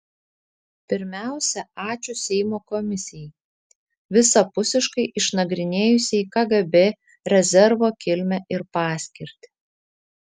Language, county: Lithuanian, Vilnius